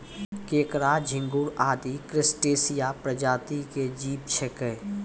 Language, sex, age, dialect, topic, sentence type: Maithili, male, 18-24, Angika, agriculture, statement